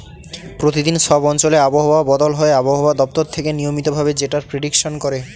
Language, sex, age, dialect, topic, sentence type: Bengali, male, 18-24, Northern/Varendri, agriculture, statement